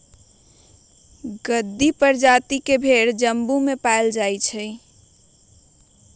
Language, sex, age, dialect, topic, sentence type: Magahi, female, 41-45, Western, agriculture, statement